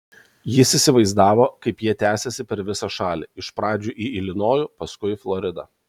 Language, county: Lithuanian, Kaunas